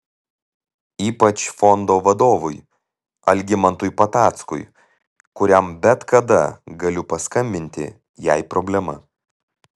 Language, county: Lithuanian, Telšiai